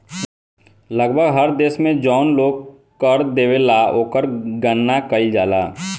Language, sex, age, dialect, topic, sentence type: Bhojpuri, male, 18-24, Southern / Standard, banking, statement